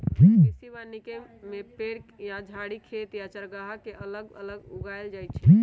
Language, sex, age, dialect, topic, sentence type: Magahi, male, 31-35, Western, agriculture, statement